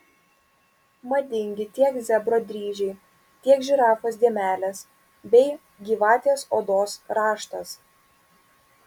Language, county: Lithuanian, Vilnius